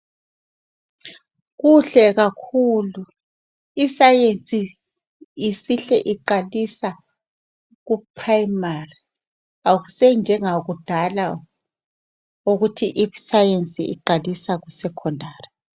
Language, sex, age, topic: North Ndebele, female, 36-49, education